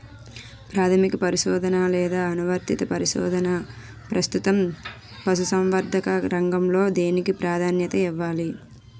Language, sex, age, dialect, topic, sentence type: Telugu, female, 41-45, Utterandhra, agriculture, question